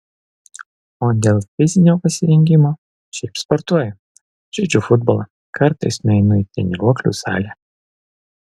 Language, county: Lithuanian, Vilnius